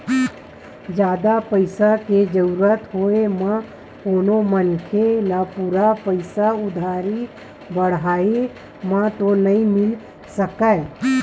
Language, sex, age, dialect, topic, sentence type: Chhattisgarhi, female, 31-35, Western/Budati/Khatahi, banking, statement